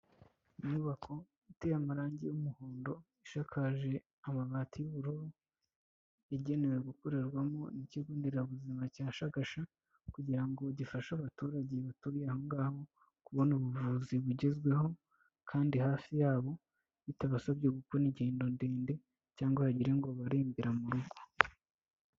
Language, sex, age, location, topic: Kinyarwanda, male, 25-35, Kigali, health